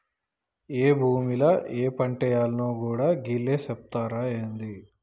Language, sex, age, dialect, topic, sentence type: Telugu, male, 25-30, Telangana, banking, statement